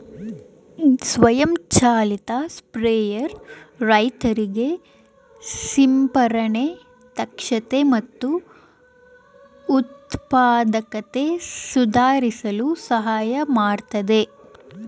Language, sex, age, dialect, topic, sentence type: Kannada, female, 18-24, Mysore Kannada, agriculture, statement